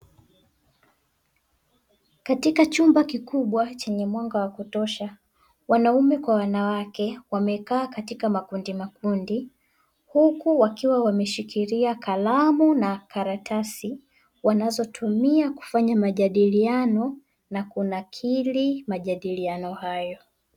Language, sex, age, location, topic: Swahili, female, 18-24, Dar es Salaam, education